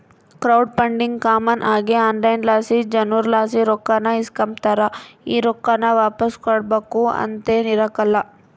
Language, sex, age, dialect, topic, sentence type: Kannada, female, 25-30, Central, banking, statement